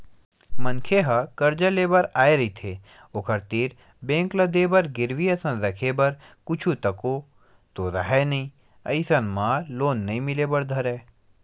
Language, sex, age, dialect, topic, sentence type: Chhattisgarhi, male, 18-24, Western/Budati/Khatahi, banking, statement